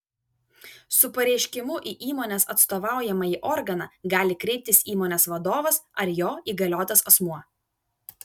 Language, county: Lithuanian, Vilnius